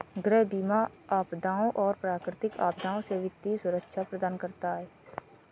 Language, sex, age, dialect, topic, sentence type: Hindi, female, 60-100, Kanauji Braj Bhasha, banking, statement